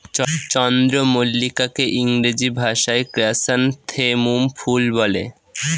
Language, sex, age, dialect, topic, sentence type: Bengali, male, 18-24, Northern/Varendri, agriculture, statement